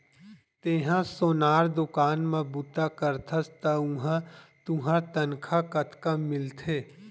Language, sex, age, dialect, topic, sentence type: Chhattisgarhi, male, 31-35, Western/Budati/Khatahi, banking, statement